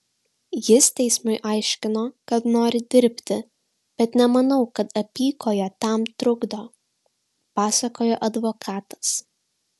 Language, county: Lithuanian, Šiauliai